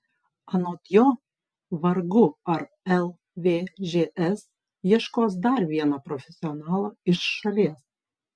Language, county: Lithuanian, Vilnius